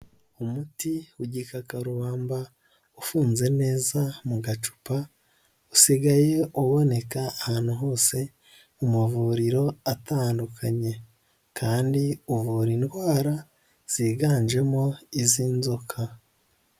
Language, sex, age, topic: Kinyarwanda, male, 18-24, health